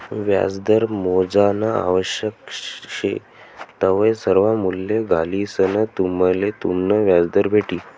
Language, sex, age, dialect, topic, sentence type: Marathi, male, 18-24, Northern Konkan, banking, statement